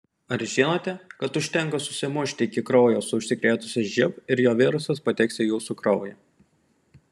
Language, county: Lithuanian, Panevėžys